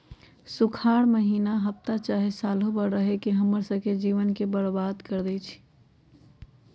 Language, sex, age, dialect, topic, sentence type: Magahi, female, 51-55, Western, agriculture, statement